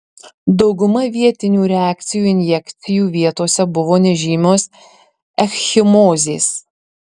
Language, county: Lithuanian, Marijampolė